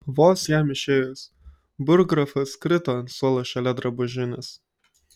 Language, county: Lithuanian, Kaunas